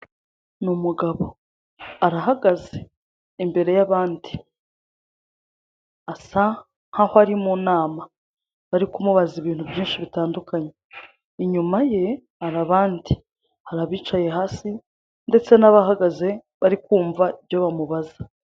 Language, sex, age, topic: Kinyarwanda, female, 25-35, government